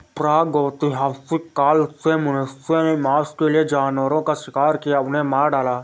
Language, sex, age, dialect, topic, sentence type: Hindi, male, 46-50, Awadhi Bundeli, agriculture, statement